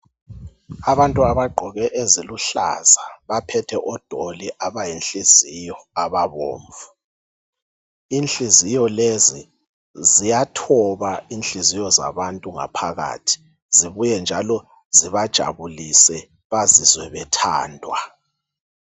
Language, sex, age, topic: North Ndebele, male, 36-49, health